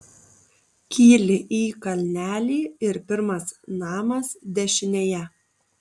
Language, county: Lithuanian, Kaunas